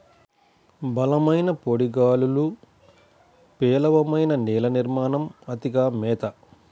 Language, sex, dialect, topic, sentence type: Telugu, male, Central/Coastal, agriculture, statement